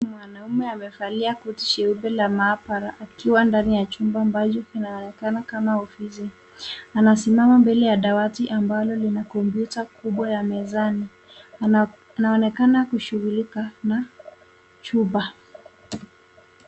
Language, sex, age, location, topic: Swahili, female, 18-24, Nairobi, education